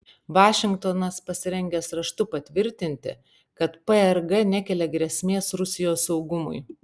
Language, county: Lithuanian, Panevėžys